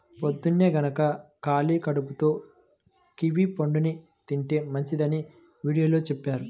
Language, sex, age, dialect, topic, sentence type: Telugu, male, 25-30, Central/Coastal, agriculture, statement